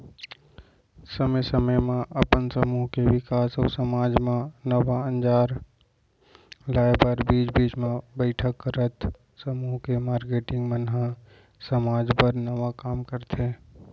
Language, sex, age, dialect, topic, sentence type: Chhattisgarhi, male, 25-30, Central, banking, statement